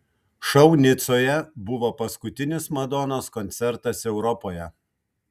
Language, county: Lithuanian, Kaunas